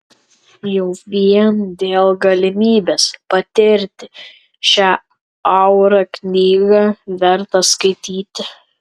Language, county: Lithuanian, Tauragė